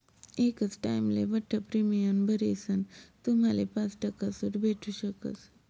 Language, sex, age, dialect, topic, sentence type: Marathi, female, 25-30, Northern Konkan, banking, statement